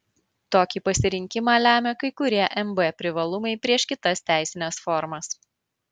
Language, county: Lithuanian, Marijampolė